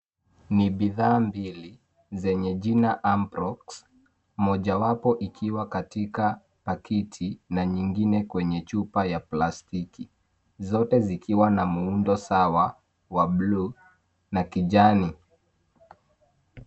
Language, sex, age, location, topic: Swahili, male, 18-24, Nairobi, agriculture